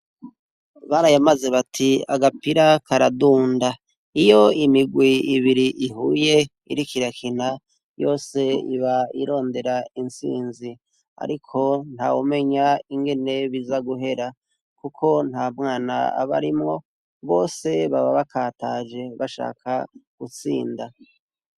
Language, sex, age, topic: Rundi, male, 36-49, education